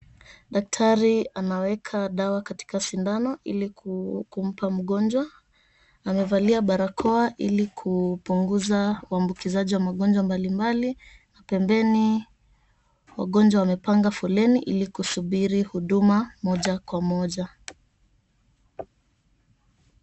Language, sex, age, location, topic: Swahili, female, 25-35, Mombasa, health